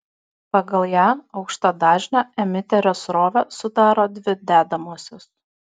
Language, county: Lithuanian, Kaunas